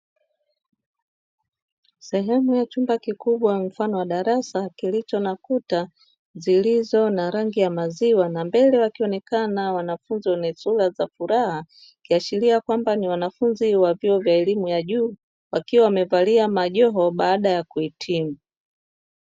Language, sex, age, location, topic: Swahili, female, 50+, Dar es Salaam, education